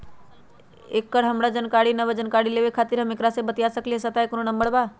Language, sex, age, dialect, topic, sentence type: Magahi, female, 25-30, Western, banking, question